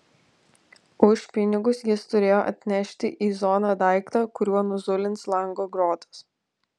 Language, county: Lithuanian, Alytus